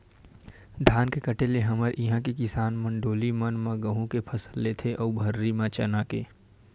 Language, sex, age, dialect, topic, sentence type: Chhattisgarhi, male, 18-24, Western/Budati/Khatahi, banking, statement